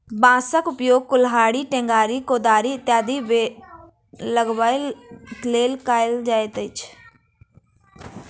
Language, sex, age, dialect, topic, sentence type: Maithili, female, 51-55, Southern/Standard, agriculture, statement